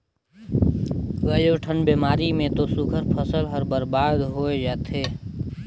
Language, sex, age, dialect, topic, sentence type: Chhattisgarhi, male, 25-30, Northern/Bhandar, agriculture, statement